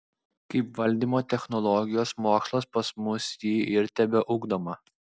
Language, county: Lithuanian, Klaipėda